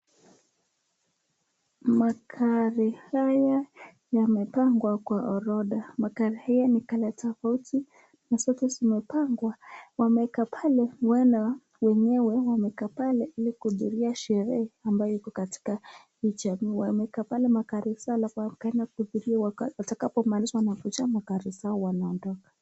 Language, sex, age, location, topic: Swahili, female, 18-24, Nakuru, finance